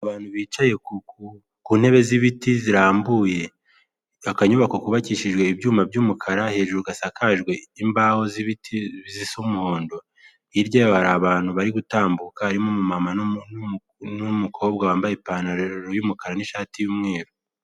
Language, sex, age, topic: Kinyarwanda, male, 18-24, government